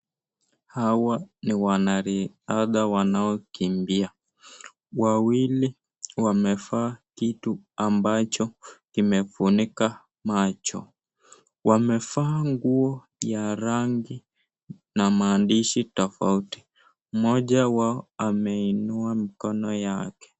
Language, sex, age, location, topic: Swahili, male, 18-24, Nakuru, education